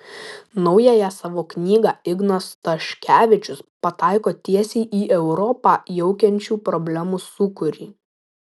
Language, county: Lithuanian, Šiauliai